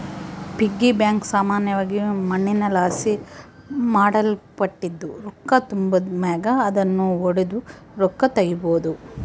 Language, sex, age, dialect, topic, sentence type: Kannada, female, 25-30, Central, banking, statement